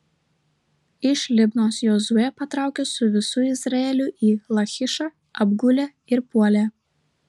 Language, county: Lithuanian, Vilnius